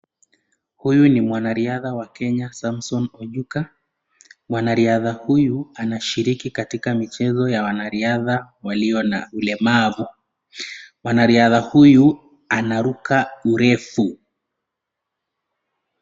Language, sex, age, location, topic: Swahili, male, 25-35, Nakuru, education